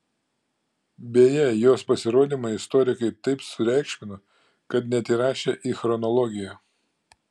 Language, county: Lithuanian, Klaipėda